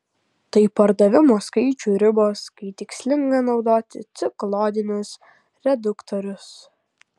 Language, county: Lithuanian, Kaunas